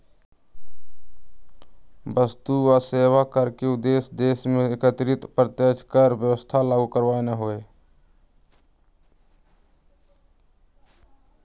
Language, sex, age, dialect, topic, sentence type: Magahi, male, 18-24, Western, banking, statement